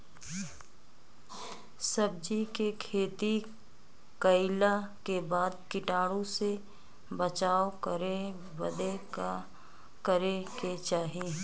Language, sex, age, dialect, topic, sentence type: Bhojpuri, female, 25-30, Western, agriculture, question